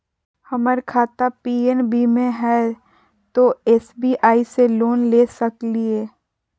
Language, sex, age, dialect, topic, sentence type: Magahi, female, 51-55, Southern, banking, question